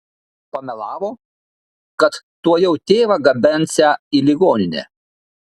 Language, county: Lithuanian, Šiauliai